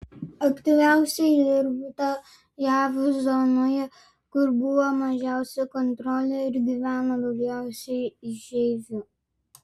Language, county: Lithuanian, Vilnius